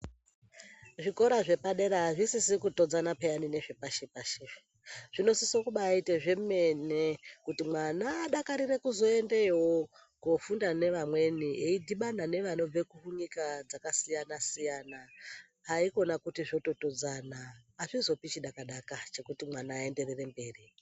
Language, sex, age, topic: Ndau, male, 25-35, education